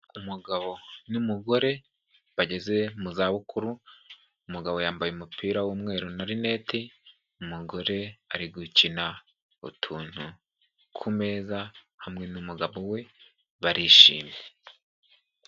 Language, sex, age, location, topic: Kinyarwanda, male, 18-24, Kigali, health